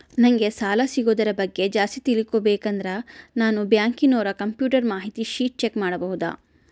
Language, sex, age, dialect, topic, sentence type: Kannada, female, 25-30, Central, banking, question